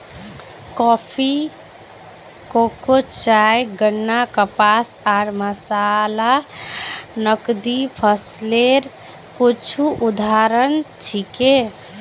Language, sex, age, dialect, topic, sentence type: Magahi, female, 18-24, Northeastern/Surjapuri, agriculture, statement